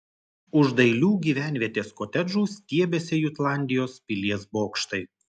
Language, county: Lithuanian, Telšiai